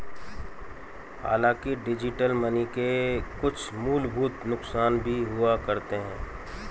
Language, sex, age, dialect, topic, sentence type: Hindi, male, 41-45, Marwari Dhudhari, banking, statement